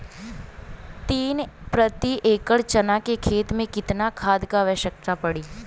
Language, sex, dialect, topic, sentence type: Bhojpuri, female, Western, agriculture, question